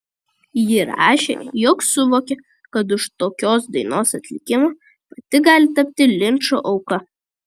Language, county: Lithuanian, Vilnius